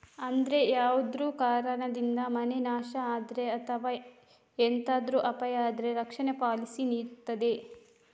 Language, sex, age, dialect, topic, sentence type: Kannada, female, 56-60, Coastal/Dakshin, banking, statement